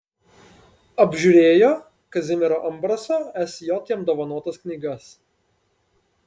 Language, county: Lithuanian, Panevėžys